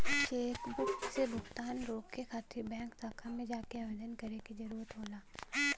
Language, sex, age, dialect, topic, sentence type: Bhojpuri, female, 18-24, Western, banking, statement